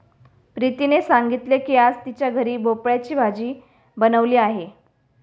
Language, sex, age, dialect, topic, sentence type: Marathi, female, 36-40, Standard Marathi, agriculture, statement